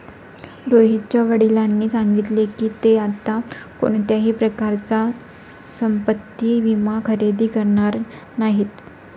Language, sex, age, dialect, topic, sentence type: Marathi, female, 25-30, Standard Marathi, banking, statement